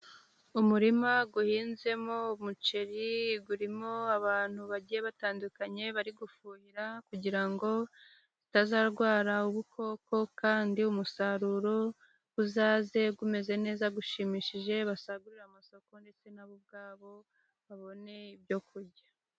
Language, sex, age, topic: Kinyarwanda, female, 25-35, agriculture